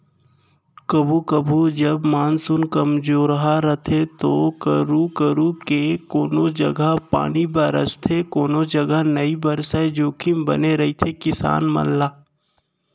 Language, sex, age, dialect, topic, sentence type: Chhattisgarhi, male, 25-30, Central, agriculture, statement